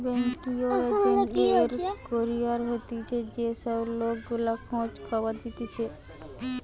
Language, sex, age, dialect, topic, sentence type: Bengali, female, 18-24, Western, banking, statement